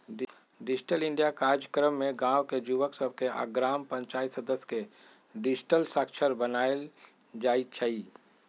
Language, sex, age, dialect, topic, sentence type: Magahi, male, 46-50, Western, banking, statement